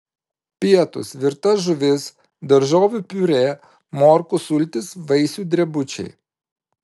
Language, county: Lithuanian, Vilnius